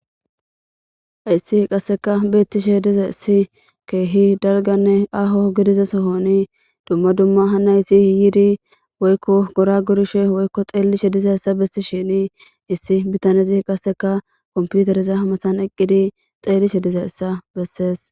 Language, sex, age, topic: Gamo, female, 25-35, government